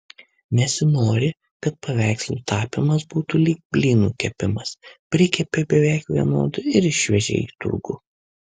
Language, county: Lithuanian, Kaunas